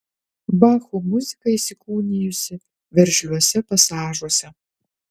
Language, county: Lithuanian, Utena